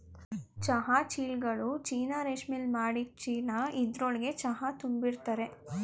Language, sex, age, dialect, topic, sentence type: Kannada, female, 18-24, Mysore Kannada, agriculture, statement